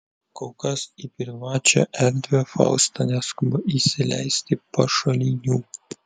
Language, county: Lithuanian, Vilnius